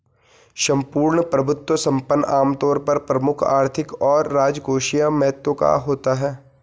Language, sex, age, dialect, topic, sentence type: Hindi, male, 18-24, Garhwali, banking, statement